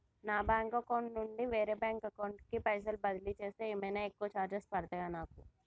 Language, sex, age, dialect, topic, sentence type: Telugu, male, 18-24, Telangana, banking, question